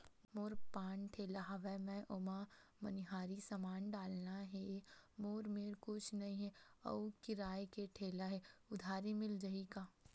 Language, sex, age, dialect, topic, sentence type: Chhattisgarhi, female, 18-24, Western/Budati/Khatahi, banking, question